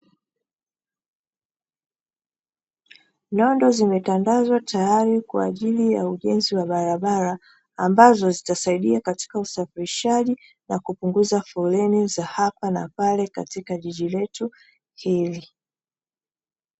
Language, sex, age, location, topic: Swahili, female, 36-49, Dar es Salaam, government